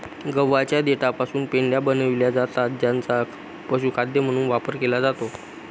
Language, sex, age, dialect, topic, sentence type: Marathi, male, 31-35, Northern Konkan, agriculture, statement